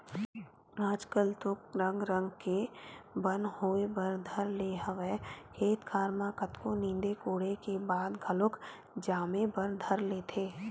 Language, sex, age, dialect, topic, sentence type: Chhattisgarhi, female, 18-24, Western/Budati/Khatahi, agriculture, statement